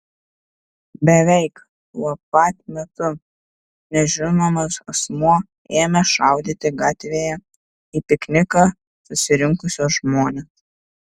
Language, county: Lithuanian, Šiauliai